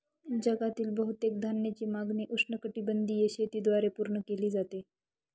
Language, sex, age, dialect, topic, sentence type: Marathi, female, 18-24, Northern Konkan, agriculture, statement